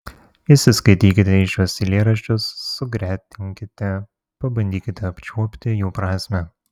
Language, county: Lithuanian, Vilnius